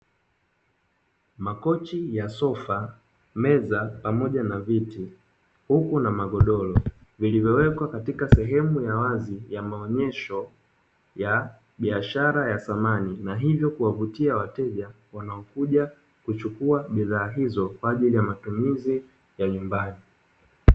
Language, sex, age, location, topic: Swahili, male, 25-35, Dar es Salaam, finance